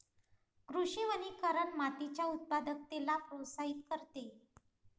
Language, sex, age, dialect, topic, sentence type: Marathi, female, 25-30, Varhadi, agriculture, statement